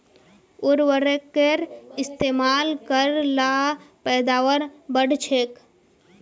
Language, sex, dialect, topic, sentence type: Magahi, female, Northeastern/Surjapuri, agriculture, statement